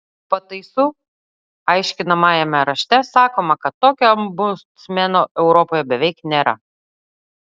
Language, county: Lithuanian, Utena